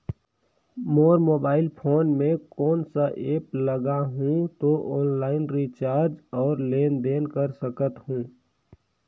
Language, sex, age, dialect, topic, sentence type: Chhattisgarhi, male, 18-24, Northern/Bhandar, banking, question